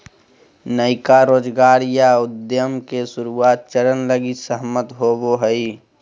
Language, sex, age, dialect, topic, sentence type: Magahi, male, 18-24, Southern, banking, statement